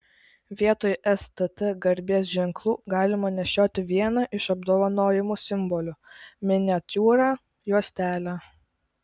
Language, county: Lithuanian, Klaipėda